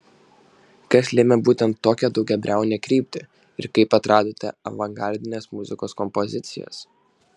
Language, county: Lithuanian, Šiauliai